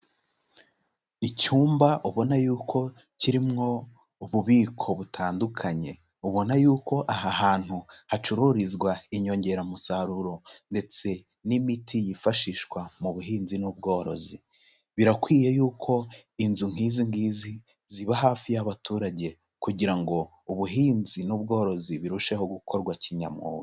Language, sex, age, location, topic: Kinyarwanda, male, 25-35, Kigali, agriculture